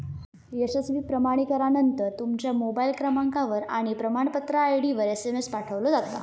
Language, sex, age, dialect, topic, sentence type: Marathi, female, 18-24, Southern Konkan, banking, statement